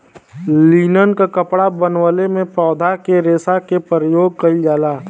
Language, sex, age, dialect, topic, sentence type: Bhojpuri, male, 18-24, Western, agriculture, statement